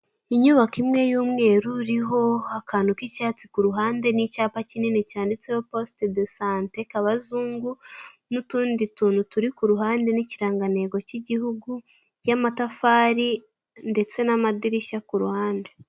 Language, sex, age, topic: Kinyarwanda, female, 18-24, finance